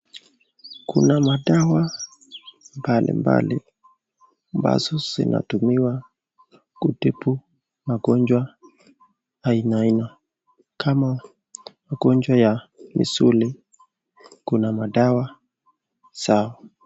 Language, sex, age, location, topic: Swahili, male, 18-24, Nakuru, health